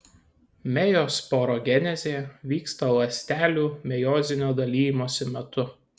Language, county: Lithuanian, Kaunas